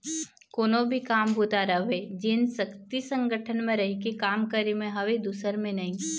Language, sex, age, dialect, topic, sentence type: Chhattisgarhi, female, 18-24, Eastern, banking, statement